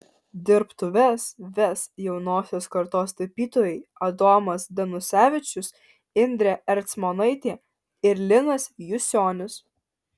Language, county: Lithuanian, Alytus